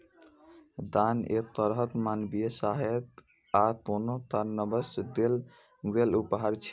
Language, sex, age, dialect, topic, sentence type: Maithili, female, 46-50, Eastern / Thethi, banking, statement